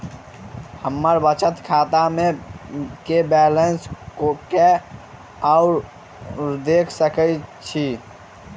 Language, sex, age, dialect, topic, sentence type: Maithili, male, 18-24, Southern/Standard, banking, question